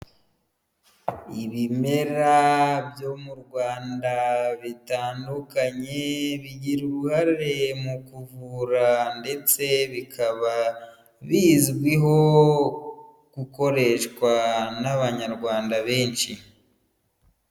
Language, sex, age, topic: Kinyarwanda, female, 18-24, health